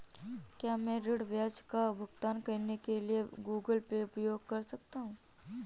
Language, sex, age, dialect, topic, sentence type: Hindi, female, 18-24, Marwari Dhudhari, banking, question